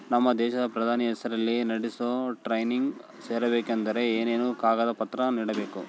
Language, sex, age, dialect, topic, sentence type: Kannada, male, 25-30, Central, banking, question